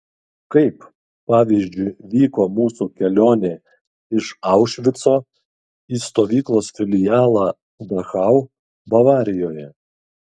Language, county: Lithuanian, Kaunas